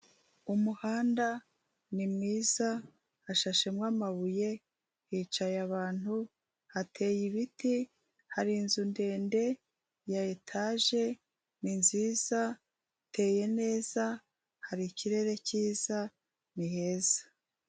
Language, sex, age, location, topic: Kinyarwanda, female, 36-49, Kigali, government